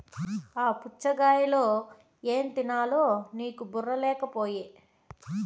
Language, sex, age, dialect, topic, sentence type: Telugu, female, 25-30, Southern, agriculture, statement